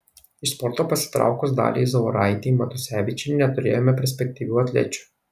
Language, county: Lithuanian, Kaunas